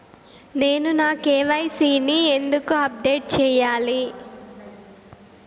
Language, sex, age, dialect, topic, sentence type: Telugu, female, 18-24, Southern, banking, question